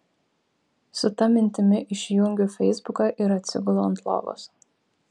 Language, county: Lithuanian, Vilnius